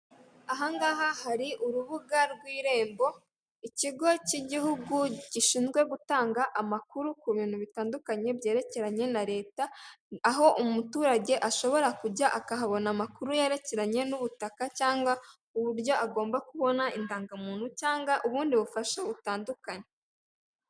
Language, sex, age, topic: Kinyarwanda, female, 18-24, government